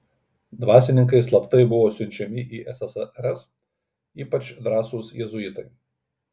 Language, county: Lithuanian, Kaunas